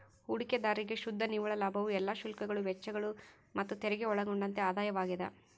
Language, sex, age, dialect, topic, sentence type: Kannada, female, 18-24, Central, banking, statement